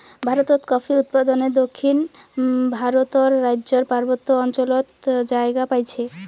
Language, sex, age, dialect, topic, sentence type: Bengali, male, 18-24, Rajbangshi, agriculture, statement